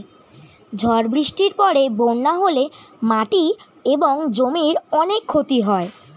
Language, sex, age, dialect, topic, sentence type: Bengali, male, <18, Standard Colloquial, agriculture, statement